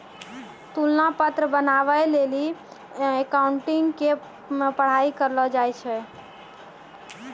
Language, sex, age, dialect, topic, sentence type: Maithili, female, 18-24, Angika, banking, statement